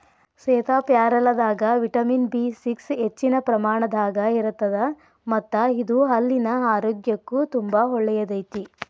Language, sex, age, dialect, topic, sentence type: Kannada, female, 25-30, Dharwad Kannada, agriculture, statement